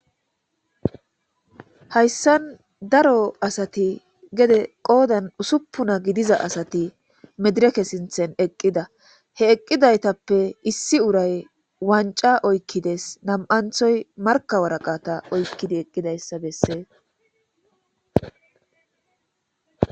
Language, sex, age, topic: Gamo, female, 25-35, government